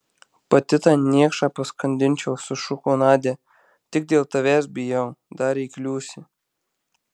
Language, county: Lithuanian, Marijampolė